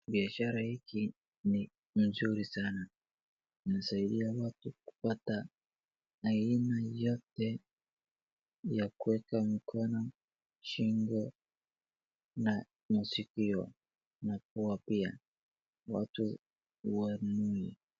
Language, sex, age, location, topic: Swahili, male, 25-35, Wajir, finance